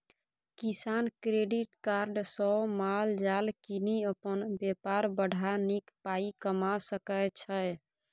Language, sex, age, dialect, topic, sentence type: Maithili, female, 18-24, Bajjika, agriculture, statement